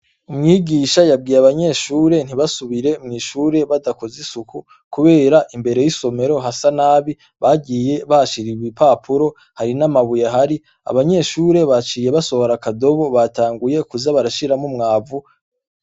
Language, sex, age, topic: Rundi, male, 25-35, education